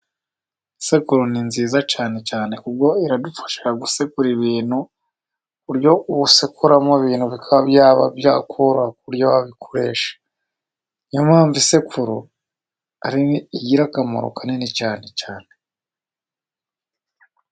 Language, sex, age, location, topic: Kinyarwanda, male, 25-35, Musanze, government